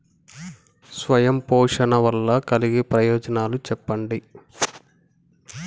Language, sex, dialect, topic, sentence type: Telugu, male, Telangana, agriculture, question